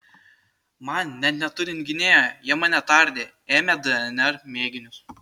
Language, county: Lithuanian, Kaunas